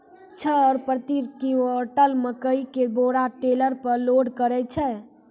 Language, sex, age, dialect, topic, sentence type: Maithili, female, 46-50, Angika, agriculture, question